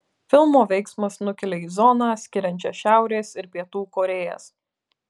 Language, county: Lithuanian, Kaunas